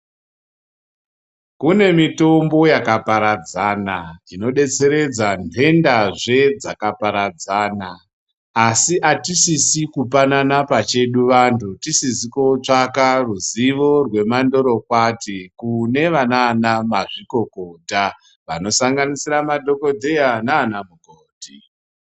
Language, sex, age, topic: Ndau, female, 50+, health